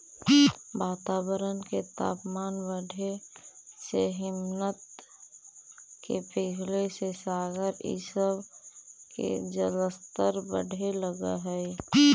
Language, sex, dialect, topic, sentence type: Magahi, female, Central/Standard, banking, statement